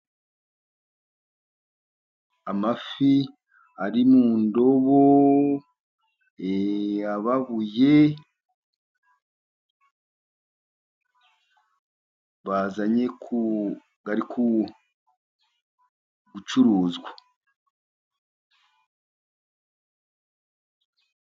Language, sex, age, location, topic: Kinyarwanda, male, 50+, Musanze, agriculture